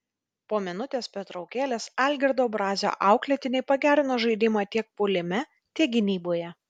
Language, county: Lithuanian, Vilnius